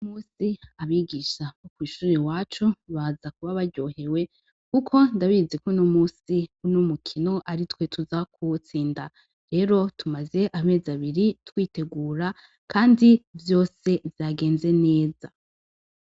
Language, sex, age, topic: Rundi, female, 25-35, education